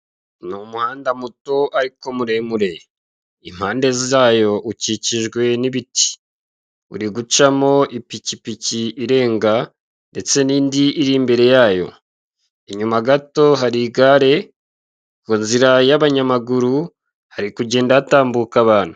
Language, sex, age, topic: Kinyarwanda, male, 36-49, government